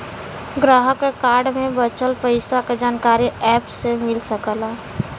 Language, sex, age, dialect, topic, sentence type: Bhojpuri, female, 18-24, Western, banking, statement